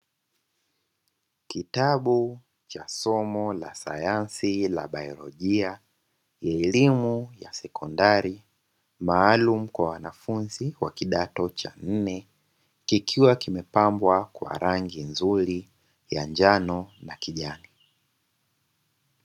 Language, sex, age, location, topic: Swahili, female, 25-35, Dar es Salaam, education